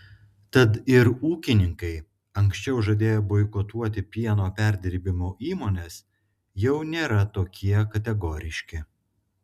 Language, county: Lithuanian, Klaipėda